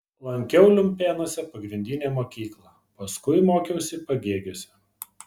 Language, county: Lithuanian, Vilnius